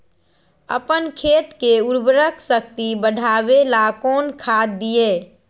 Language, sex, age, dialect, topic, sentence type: Magahi, female, 41-45, Western, agriculture, question